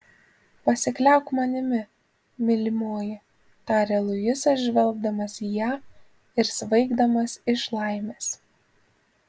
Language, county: Lithuanian, Panevėžys